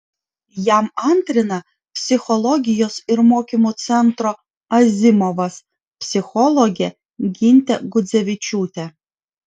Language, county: Lithuanian, Vilnius